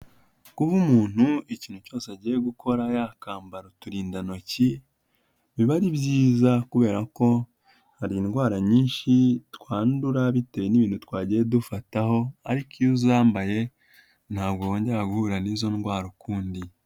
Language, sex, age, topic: Kinyarwanda, male, 18-24, education